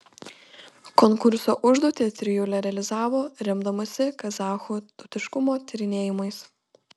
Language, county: Lithuanian, Panevėžys